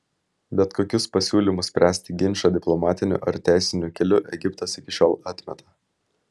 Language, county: Lithuanian, Vilnius